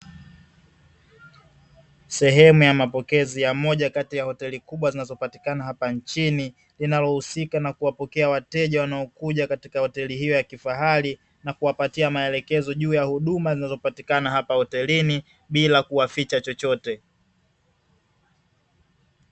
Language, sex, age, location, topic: Swahili, male, 18-24, Dar es Salaam, finance